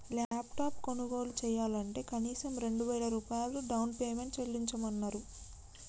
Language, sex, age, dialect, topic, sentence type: Telugu, male, 18-24, Telangana, banking, statement